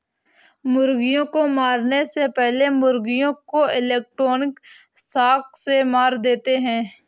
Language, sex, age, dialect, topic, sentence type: Hindi, female, 18-24, Awadhi Bundeli, agriculture, statement